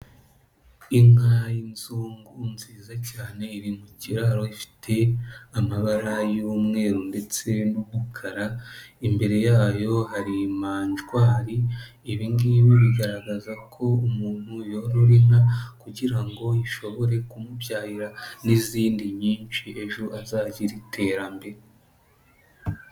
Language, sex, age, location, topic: Kinyarwanda, female, 25-35, Nyagatare, agriculture